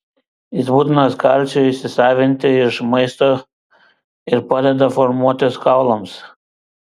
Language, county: Lithuanian, Vilnius